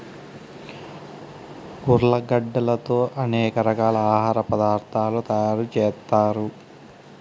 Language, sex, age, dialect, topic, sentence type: Telugu, male, 25-30, Southern, agriculture, statement